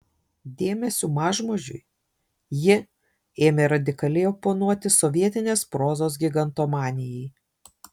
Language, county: Lithuanian, Šiauliai